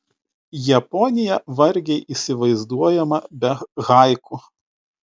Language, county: Lithuanian, Utena